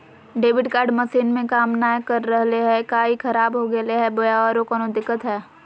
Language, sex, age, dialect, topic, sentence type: Magahi, female, 25-30, Southern, banking, question